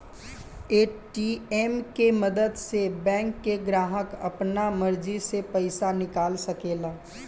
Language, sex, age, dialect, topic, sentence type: Bhojpuri, male, 18-24, Southern / Standard, banking, statement